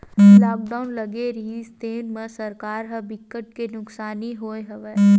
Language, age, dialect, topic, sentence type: Chhattisgarhi, 18-24, Western/Budati/Khatahi, banking, statement